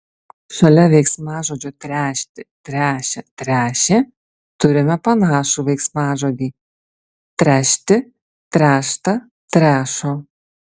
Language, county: Lithuanian, Alytus